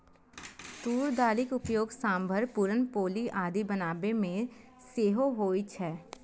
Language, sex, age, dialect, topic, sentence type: Maithili, female, 18-24, Eastern / Thethi, agriculture, statement